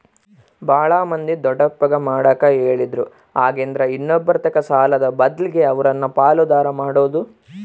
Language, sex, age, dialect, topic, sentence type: Kannada, male, 18-24, Central, banking, statement